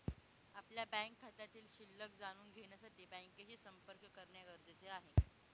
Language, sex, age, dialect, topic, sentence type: Marathi, female, 18-24, Northern Konkan, banking, statement